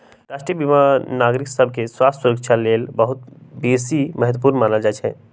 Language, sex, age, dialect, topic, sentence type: Magahi, male, 18-24, Western, banking, statement